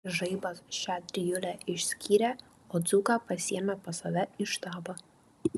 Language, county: Lithuanian, Kaunas